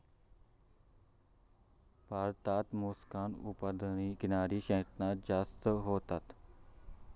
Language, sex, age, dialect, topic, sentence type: Marathi, male, 18-24, Southern Konkan, agriculture, statement